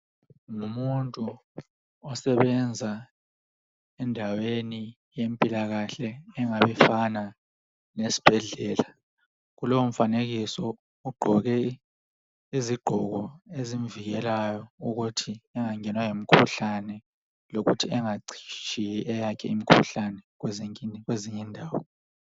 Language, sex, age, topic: North Ndebele, male, 25-35, health